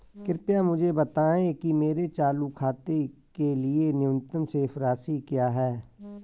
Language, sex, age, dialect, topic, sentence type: Hindi, male, 41-45, Awadhi Bundeli, banking, statement